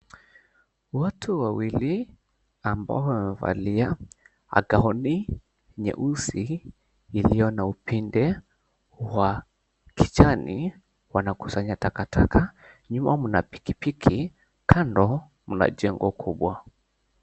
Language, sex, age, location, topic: Swahili, male, 18-24, Mombasa, health